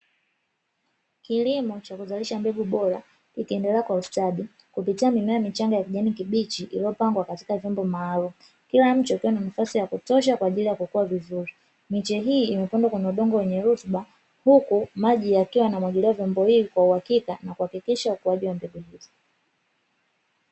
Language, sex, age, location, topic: Swahili, female, 25-35, Dar es Salaam, agriculture